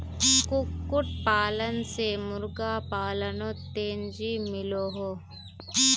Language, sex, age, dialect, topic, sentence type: Magahi, female, 18-24, Northeastern/Surjapuri, agriculture, statement